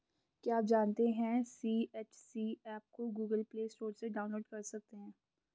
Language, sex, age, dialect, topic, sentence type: Hindi, female, 18-24, Garhwali, agriculture, statement